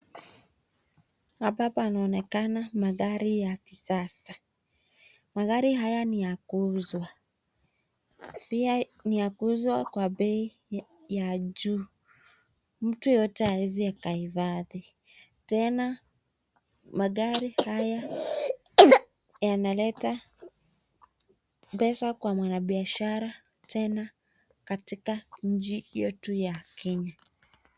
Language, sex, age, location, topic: Swahili, female, 36-49, Nakuru, finance